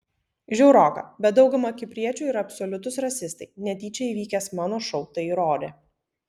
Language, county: Lithuanian, Vilnius